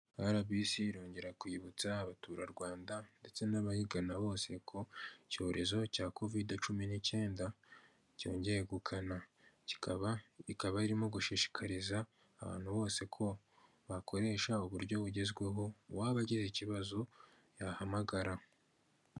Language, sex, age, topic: Kinyarwanda, male, 18-24, government